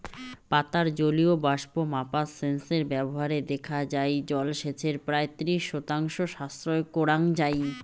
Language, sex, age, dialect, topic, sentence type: Bengali, female, 18-24, Rajbangshi, agriculture, statement